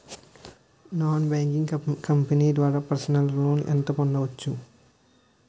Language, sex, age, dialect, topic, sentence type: Telugu, male, 18-24, Utterandhra, banking, question